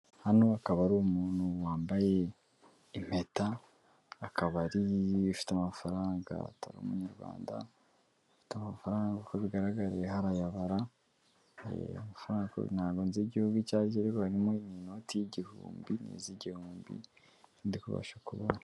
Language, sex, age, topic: Kinyarwanda, male, 18-24, finance